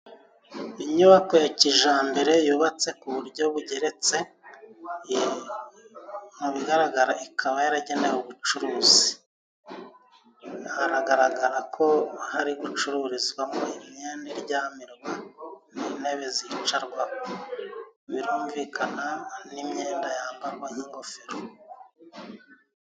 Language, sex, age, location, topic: Kinyarwanda, male, 36-49, Musanze, finance